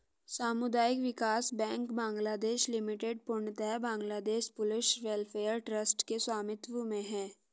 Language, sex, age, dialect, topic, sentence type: Hindi, female, 46-50, Hindustani Malvi Khadi Boli, banking, statement